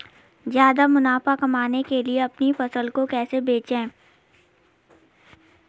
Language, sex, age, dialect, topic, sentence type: Hindi, female, 60-100, Kanauji Braj Bhasha, agriculture, question